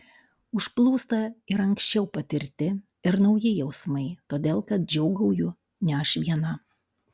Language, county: Lithuanian, Panevėžys